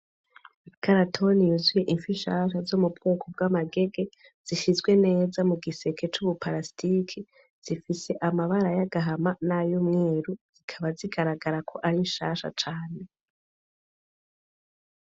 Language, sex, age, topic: Rundi, female, 18-24, agriculture